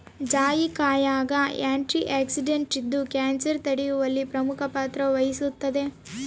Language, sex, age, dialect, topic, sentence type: Kannada, female, 18-24, Central, agriculture, statement